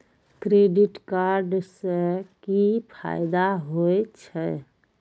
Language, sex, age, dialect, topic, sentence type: Maithili, female, 18-24, Eastern / Thethi, banking, question